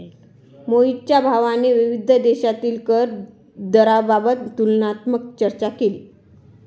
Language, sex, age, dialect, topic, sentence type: Marathi, female, 25-30, Standard Marathi, banking, statement